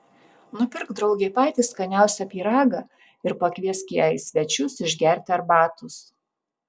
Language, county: Lithuanian, Tauragė